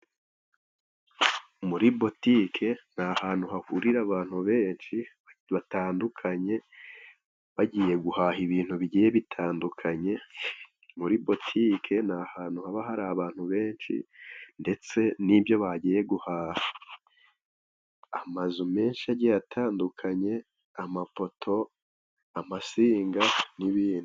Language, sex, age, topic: Kinyarwanda, male, 18-24, finance